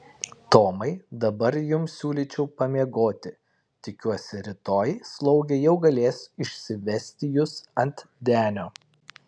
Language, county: Lithuanian, Kaunas